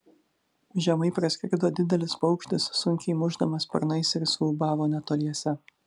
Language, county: Lithuanian, Vilnius